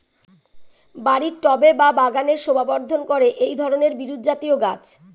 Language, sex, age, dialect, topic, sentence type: Bengali, female, 41-45, Rajbangshi, agriculture, question